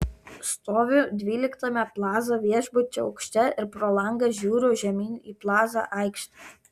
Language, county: Lithuanian, Kaunas